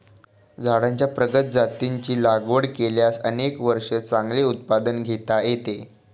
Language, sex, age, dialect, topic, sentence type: Marathi, male, 25-30, Standard Marathi, agriculture, statement